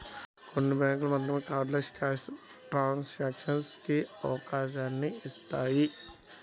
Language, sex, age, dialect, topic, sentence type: Telugu, male, 25-30, Central/Coastal, banking, statement